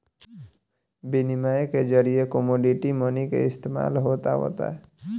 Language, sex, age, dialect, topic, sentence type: Bhojpuri, male, 18-24, Southern / Standard, banking, statement